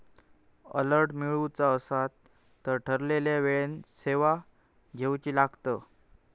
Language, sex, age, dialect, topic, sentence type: Marathi, male, 18-24, Southern Konkan, agriculture, statement